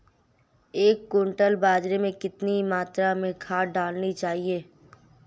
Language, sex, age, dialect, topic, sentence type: Hindi, female, 18-24, Marwari Dhudhari, agriculture, question